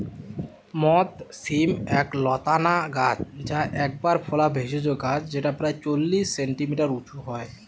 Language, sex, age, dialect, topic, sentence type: Bengali, male, 18-24, Western, agriculture, statement